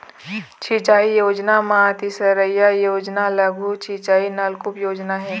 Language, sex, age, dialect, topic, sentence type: Chhattisgarhi, female, 18-24, Eastern, agriculture, statement